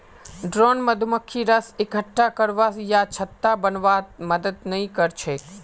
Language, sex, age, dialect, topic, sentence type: Magahi, male, 18-24, Northeastern/Surjapuri, agriculture, statement